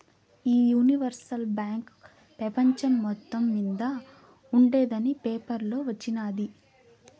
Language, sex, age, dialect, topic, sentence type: Telugu, female, 18-24, Southern, banking, statement